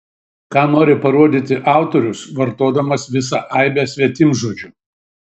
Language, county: Lithuanian, Šiauliai